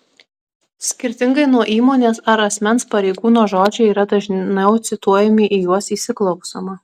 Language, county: Lithuanian, Alytus